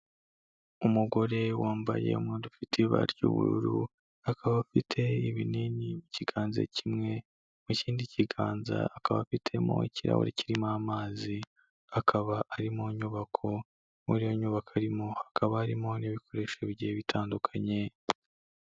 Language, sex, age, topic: Kinyarwanda, male, 18-24, health